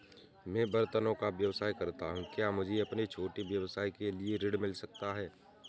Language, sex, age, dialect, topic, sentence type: Hindi, male, 18-24, Awadhi Bundeli, banking, question